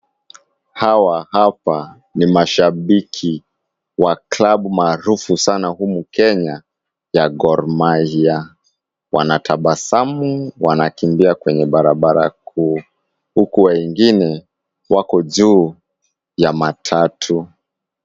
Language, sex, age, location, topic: Swahili, male, 25-35, Kisumu, government